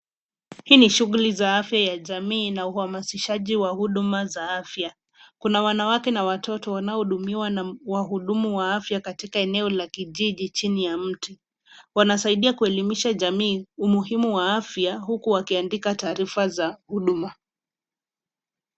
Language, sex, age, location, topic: Swahili, female, 25-35, Nairobi, health